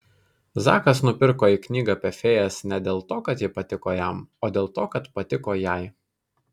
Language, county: Lithuanian, Kaunas